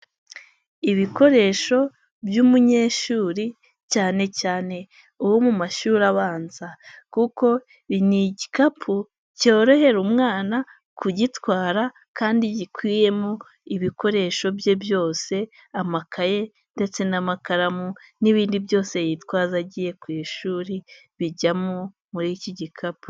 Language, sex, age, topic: Kinyarwanda, female, 18-24, education